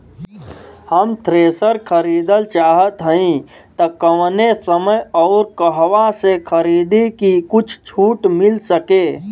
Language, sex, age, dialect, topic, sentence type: Bhojpuri, male, 31-35, Western, agriculture, question